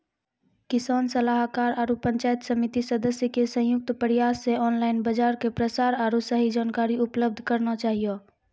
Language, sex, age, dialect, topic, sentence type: Maithili, female, 41-45, Angika, agriculture, question